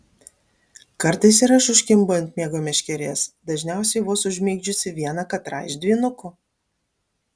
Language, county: Lithuanian, Alytus